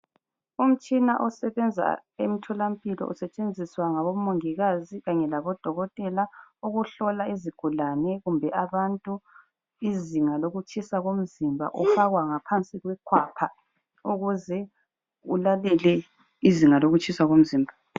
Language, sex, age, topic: North Ndebele, female, 25-35, health